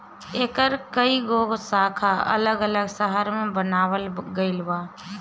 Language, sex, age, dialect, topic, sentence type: Bhojpuri, female, 25-30, Northern, agriculture, statement